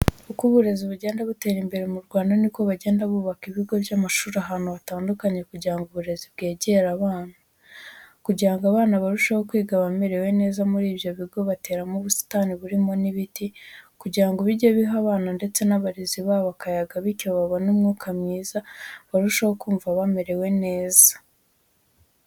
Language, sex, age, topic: Kinyarwanda, female, 18-24, education